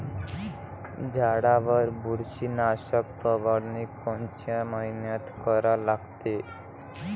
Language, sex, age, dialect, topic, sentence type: Marathi, male, 18-24, Varhadi, agriculture, question